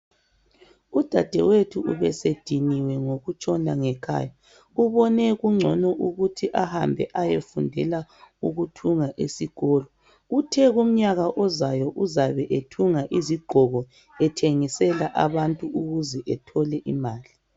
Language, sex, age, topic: North Ndebele, female, 36-49, education